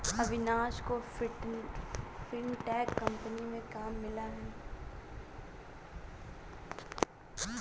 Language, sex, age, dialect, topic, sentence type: Hindi, female, 25-30, Awadhi Bundeli, banking, statement